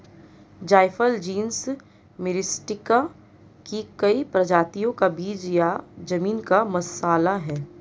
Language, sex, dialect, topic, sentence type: Hindi, female, Marwari Dhudhari, agriculture, statement